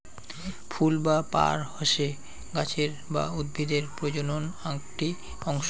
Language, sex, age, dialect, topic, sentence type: Bengali, male, 60-100, Rajbangshi, agriculture, statement